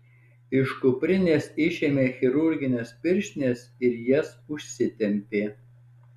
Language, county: Lithuanian, Alytus